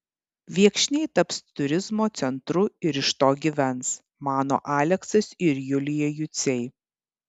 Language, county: Lithuanian, Kaunas